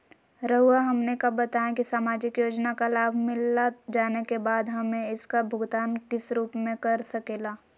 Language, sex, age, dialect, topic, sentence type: Magahi, female, 60-100, Southern, banking, question